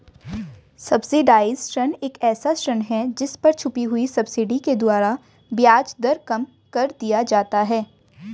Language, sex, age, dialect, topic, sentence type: Hindi, female, 18-24, Hindustani Malvi Khadi Boli, banking, statement